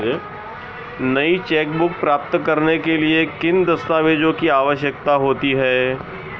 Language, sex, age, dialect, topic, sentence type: Hindi, male, 46-50, Marwari Dhudhari, banking, question